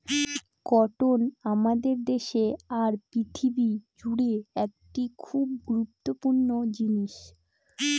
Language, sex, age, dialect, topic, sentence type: Bengali, female, 18-24, Northern/Varendri, agriculture, statement